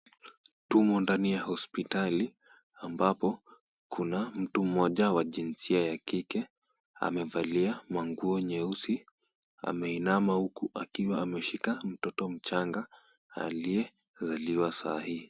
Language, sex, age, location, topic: Swahili, female, 25-35, Kisumu, health